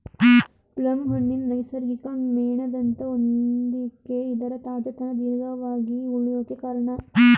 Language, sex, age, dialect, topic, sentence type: Kannada, female, 36-40, Mysore Kannada, agriculture, statement